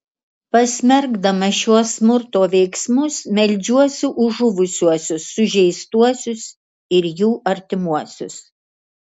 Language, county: Lithuanian, Kaunas